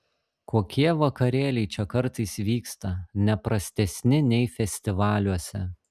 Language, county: Lithuanian, Šiauliai